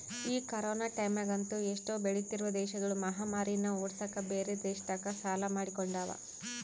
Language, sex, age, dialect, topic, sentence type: Kannada, female, 31-35, Central, banking, statement